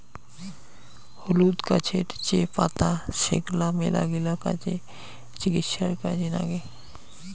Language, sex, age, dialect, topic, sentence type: Bengali, male, 31-35, Rajbangshi, agriculture, statement